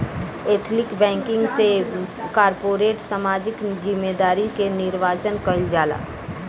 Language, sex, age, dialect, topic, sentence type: Bhojpuri, female, 18-24, Southern / Standard, banking, statement